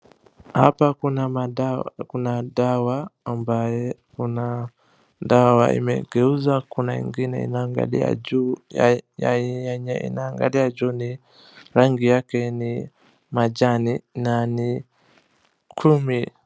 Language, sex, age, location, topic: Swahili, male, 25-35, Wajir, health